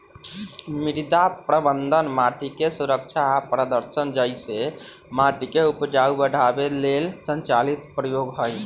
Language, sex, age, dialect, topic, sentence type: Magahi, male, 25-30, Western, agriculture, statement